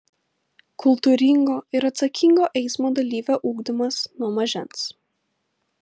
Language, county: Lithuanian, Kaunas